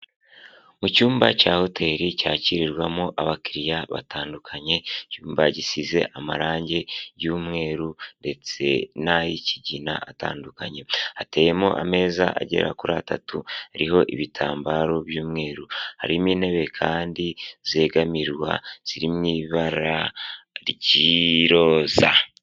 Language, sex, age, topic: Kinyarwanda, male, 18-24, finance